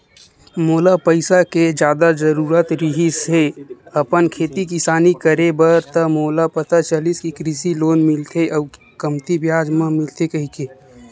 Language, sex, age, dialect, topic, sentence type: Chhattisgarhi, male, 18-24, Western/Budati/Khatahi, banking, statement